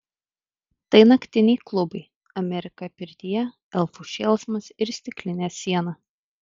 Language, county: Lithuanian, Vilnius